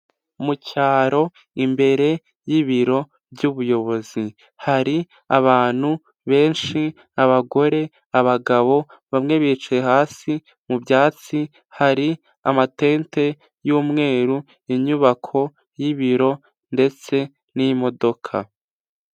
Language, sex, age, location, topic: Kinyarwanda, male, 18-24, Huye, health